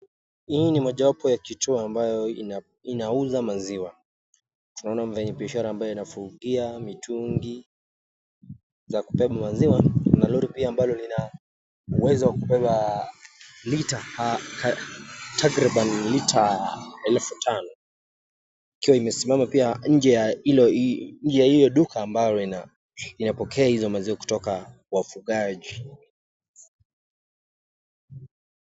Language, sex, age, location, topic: Swahili, male, 25-35, Nakuru, agriculture